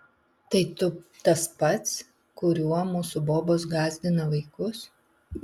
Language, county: Lithuanian, Vilnius